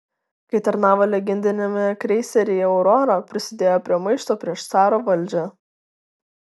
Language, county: Lithuanian, Tauragė